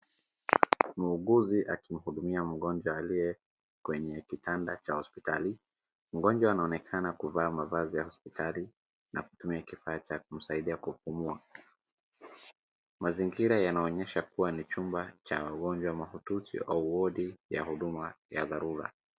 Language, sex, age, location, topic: Swahili, male, 36-49, Wajir, health